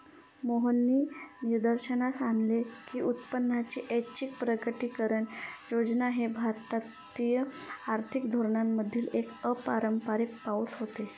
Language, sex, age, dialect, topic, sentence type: Marathi, female, 31-35, Standard Marathi, banking, statement